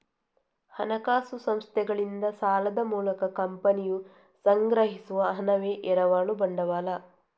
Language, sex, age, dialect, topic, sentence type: Kannada, female, 31-35, Coastal/Dakshin, banking, statement